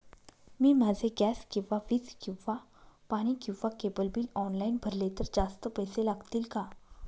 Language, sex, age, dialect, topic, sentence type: Marathi, female, 25-30, Northern Konkan, banking, question